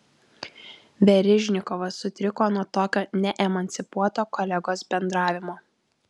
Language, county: Lithuanian, Alytus